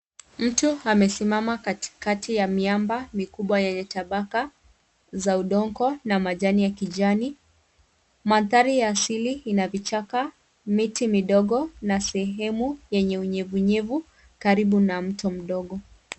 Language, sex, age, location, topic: Swahili, female, 36-49, Nairobi, government